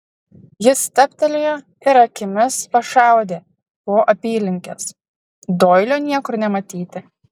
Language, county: Lithuanian, Utena